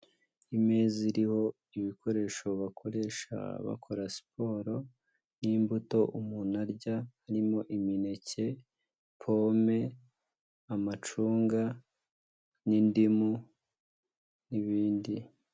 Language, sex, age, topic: Kinyarwanda, male, 25-35, health